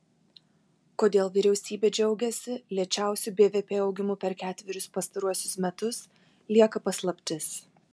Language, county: Lithuanian, Vilnius